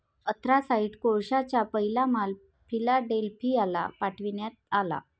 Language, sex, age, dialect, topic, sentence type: Marathi, female, 36-40, Varhadi, banking, statement